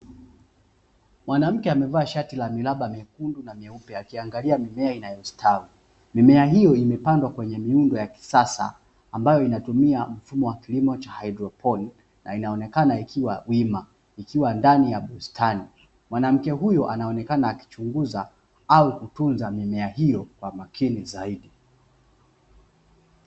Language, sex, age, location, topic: Swahili, male, 25-35, Dar es Salaam, agriculture